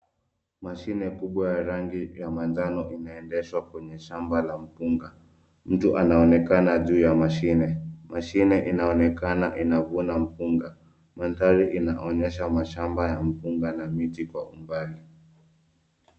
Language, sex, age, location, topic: Swahili, male, 25-35, Nairobi, agriculture